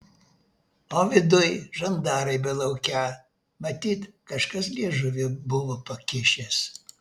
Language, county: Lithuanian, Vilnius